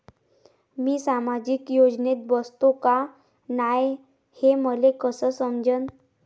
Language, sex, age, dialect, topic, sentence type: Marathi, female, 18-24, Varhadi, banking, question